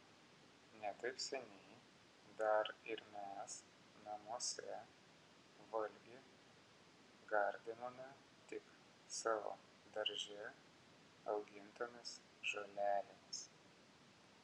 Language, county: Lithuanian, Vilnius